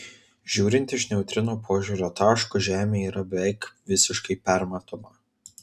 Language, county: Lithuanian, Vilnius